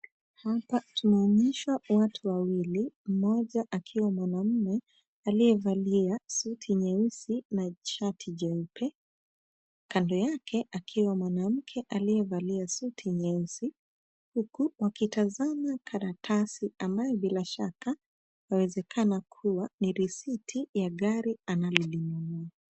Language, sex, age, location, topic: Swahili, female, 25-35, Nairobi, finance